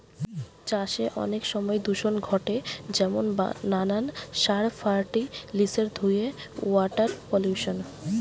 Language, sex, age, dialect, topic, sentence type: Bengali, female, 18-24, Western, agriculture, statement